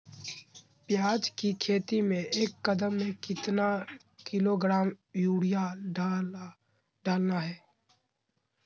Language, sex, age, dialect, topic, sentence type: Magahi, male, 25-30, Southern, agriculture, question